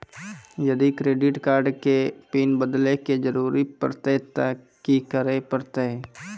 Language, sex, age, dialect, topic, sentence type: Maithili, female, 25-30, Angika, banking, question